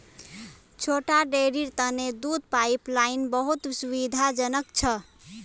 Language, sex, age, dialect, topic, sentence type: Magahi, female, 25-30, Northeastern/Surjapuri, agriculture, statement